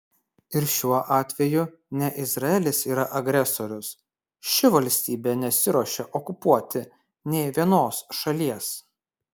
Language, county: Lithuanian, Kaunas